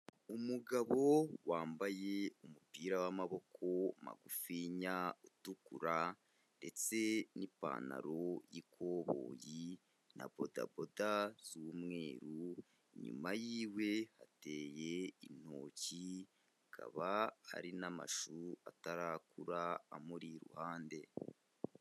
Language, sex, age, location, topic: Kinyarwanda, male, 18-24, Kigali, agriculture